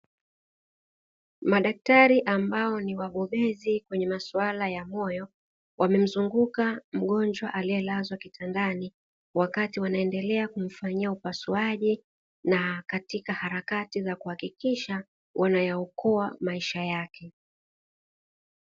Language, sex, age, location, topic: Swahili, female, 36-49, Dar es Salaam, health